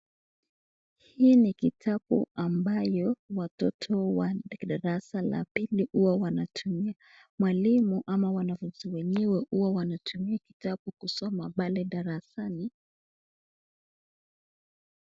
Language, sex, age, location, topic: Swahili, female, 18-24, Nakuru, education